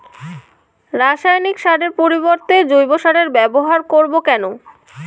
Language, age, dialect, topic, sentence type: Bengali, 18-24, Rajbangshi, agriculture, question